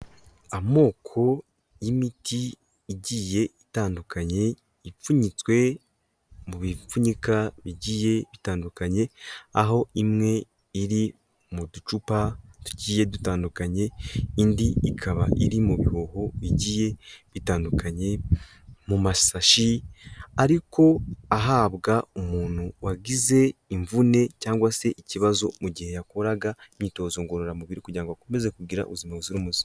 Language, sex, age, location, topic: Kinyarwanda, male, 18-24, Kigali, health